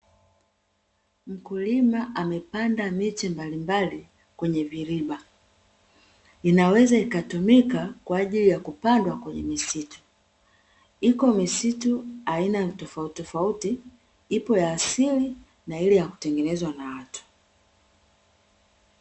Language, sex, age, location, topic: Swahili, female, 25-35, Dar es Salaam, agriculture